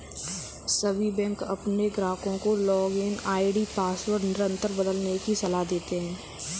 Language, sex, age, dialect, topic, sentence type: Hindi, female, 18-24, Kanauji Braj Bhasha, banking, statement